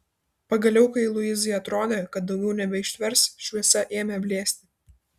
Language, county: Lithuanian, Vilnius